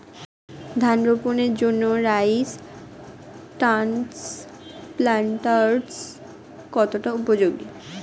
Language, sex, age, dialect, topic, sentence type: Bengali, female, 60-100, Standard Colloquial, agriculture, question